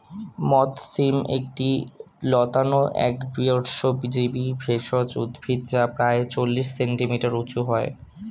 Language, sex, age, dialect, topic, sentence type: Bengali, male, 18-24, Standard Colloquial, agriculture, statement